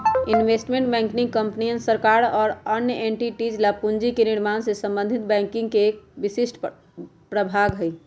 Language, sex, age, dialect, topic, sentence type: Magahi, female, 31-35, Western, banking, statement